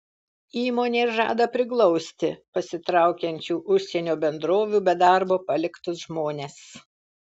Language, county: Lithuanian, Alytus